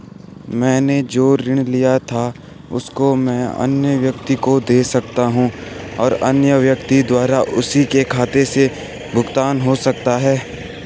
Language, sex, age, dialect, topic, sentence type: Hindi, male, 18-24, Garhwali, banking, question